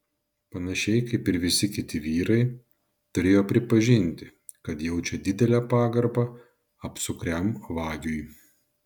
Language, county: Lithuanian, Šiauliai